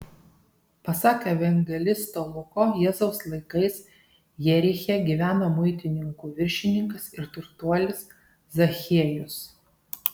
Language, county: Lithuanian, Kaunas